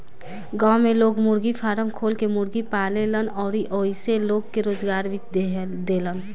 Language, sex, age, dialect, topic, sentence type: Bhojpuri, female, 18-24, Southern / Standard, agriculture, statement